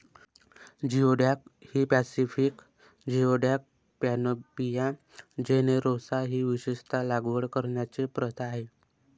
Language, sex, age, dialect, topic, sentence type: Marathi, male, 18-24, Varhadi, agriculture, statement